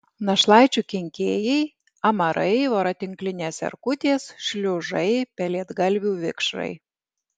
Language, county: Lithuanian, Alytus